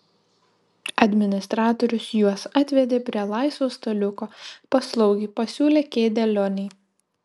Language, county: Lithuanian, Šiauliai